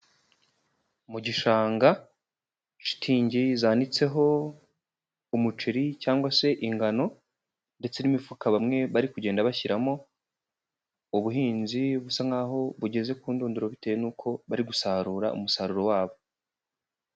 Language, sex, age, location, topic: Kinyarwanda, male, 18-24, Huye, agriculture